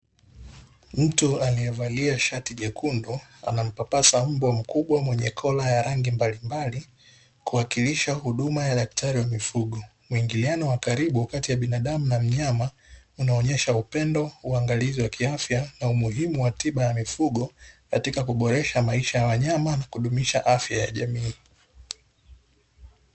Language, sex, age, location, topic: Swahili, male, 18-24, Dar es Salaam, agriculture